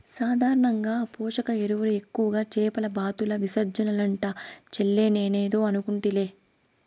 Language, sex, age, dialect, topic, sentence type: Telugu, female, 18-24, Southern, agriculture, statement